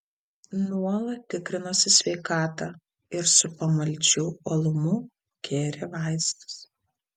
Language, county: Lithuanian, Vilnius